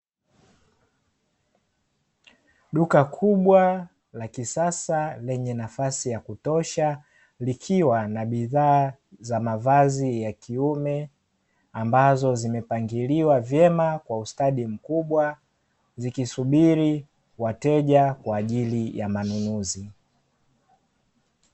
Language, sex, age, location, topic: Swahili, male, 18-24, Dar es Salaam, finance